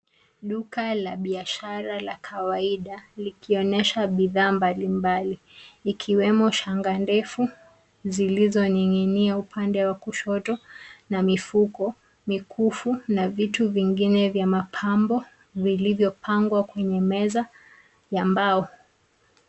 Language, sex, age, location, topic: Swahili, female, 25-35, Nairobi, finance